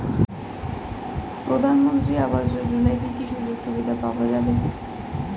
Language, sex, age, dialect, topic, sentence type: Bengali, female, 25-30, Standard Colloquial, banking, question